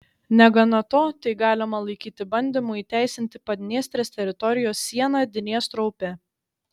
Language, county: Lithuanian, Šiauliai